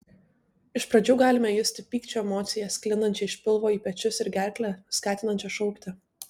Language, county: Lithuanian, Tauragė